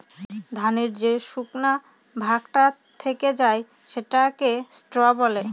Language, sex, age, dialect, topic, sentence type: Bengali, female, 31-35, Northern/Varendri, agriculture, statement